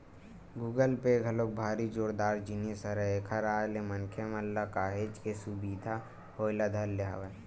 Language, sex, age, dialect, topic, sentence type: Chhattisgarhi, male, 18-24, Western/Budati/Khatahi, banking, statement